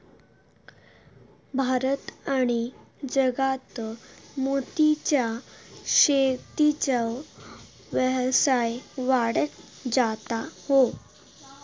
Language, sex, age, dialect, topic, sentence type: Marathi, female, 18-24, Southern Konkan, agriculture, statement